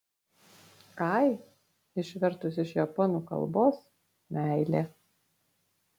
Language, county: Lithuanian, Vilnius